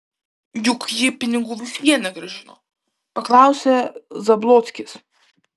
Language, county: Lithuanian, Klaipėda